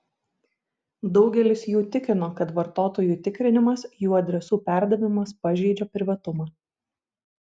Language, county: Lithuanian, Šiauliai